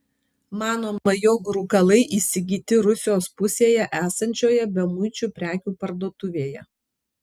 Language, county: Lithuanian, Kaunas